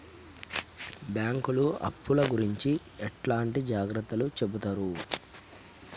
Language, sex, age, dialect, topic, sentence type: Telugu, male, 31-35, Telangana, banking, question